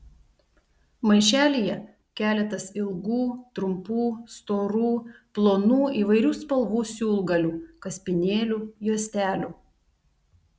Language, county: Lithuanian, Telšiai